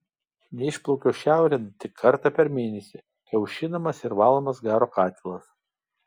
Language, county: Lithuanian, Kaunas